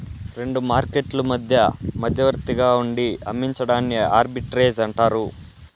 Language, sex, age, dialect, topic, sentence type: Telugu, male, 18-24, Southern, banking, statement